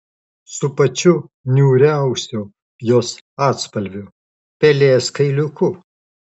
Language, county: Lithuanian, Alytus